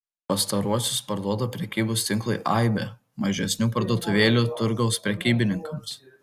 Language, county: Lithuanian, Kaunas